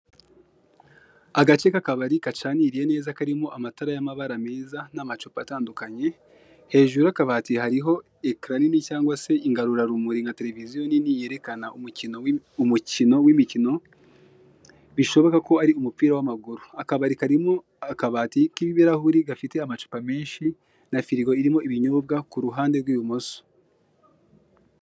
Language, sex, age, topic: Kinyarwanda, male, 25-35, finance